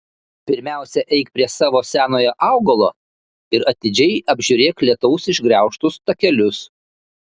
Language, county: Lithuanian, Šiauliai